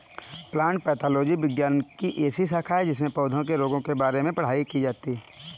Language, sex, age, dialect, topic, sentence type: Hindi, male, 18-24, Kanauji Braj Bhasha, agriculture, statement